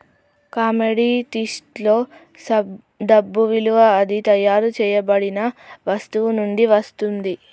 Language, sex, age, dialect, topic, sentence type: Telugu, female, 36-40, Telangana, banking, statement